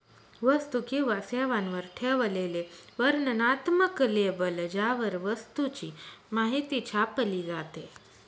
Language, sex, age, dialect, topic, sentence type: Marathi, female, 25-30, Northern Konkan, banking, statement